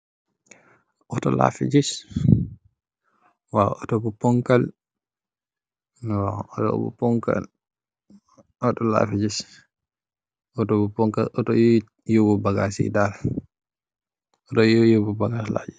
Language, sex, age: Wolof, male, 18-24